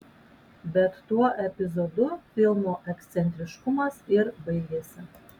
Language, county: Lithuanian, Vilnius